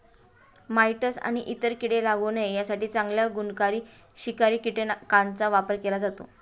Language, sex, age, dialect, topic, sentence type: Marathi, female, 31-35, Standard Marathi, agriculture, statement